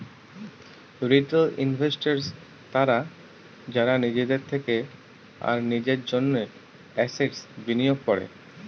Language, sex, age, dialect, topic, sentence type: Bengali, male, 31-35, Northern/Varendri, banking, statement